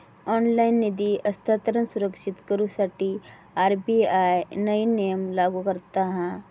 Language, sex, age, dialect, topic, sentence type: Marathi, female, 31-35, Southern Konkan, banking, statement